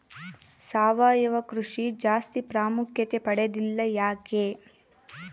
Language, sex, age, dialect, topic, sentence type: Kannada, female, 18-24, Central, agriculture, question